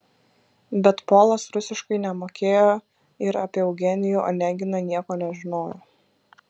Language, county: Lithuanian, Kaunas